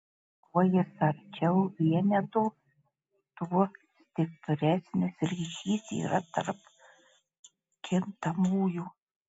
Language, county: Lithuanian, Marijampolė